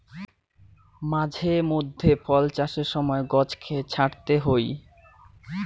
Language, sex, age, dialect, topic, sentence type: Bengali, male, 25-30, Rajbangshi, agriculture, statement